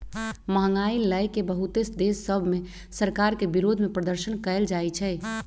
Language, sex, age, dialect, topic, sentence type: Magahi, female, 36-40, Western, banking, statement